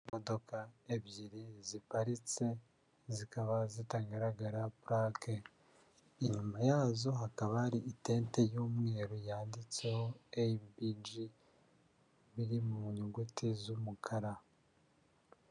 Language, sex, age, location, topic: Kinyarwanda, male, 50+, Kigali, finance